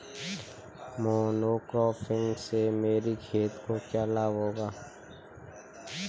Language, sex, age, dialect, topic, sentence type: Hindi, male, 18-24, Kanauji Braj Bhasha, agriculture, statement